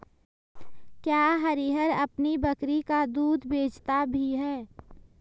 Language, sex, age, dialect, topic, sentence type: Hindi, male, 25-30, Hindustani Malvi Khadi Boli, agriculture, statement